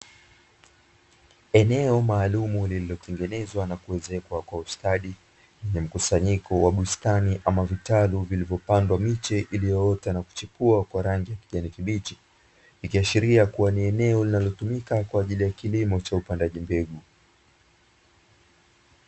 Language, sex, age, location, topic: Swahili, male, 25-35, Dar es Salaam, agriculture